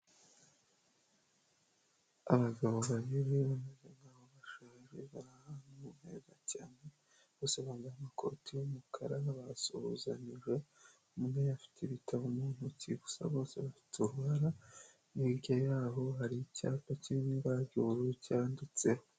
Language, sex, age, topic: Kinyarwanda, female, 18-24, health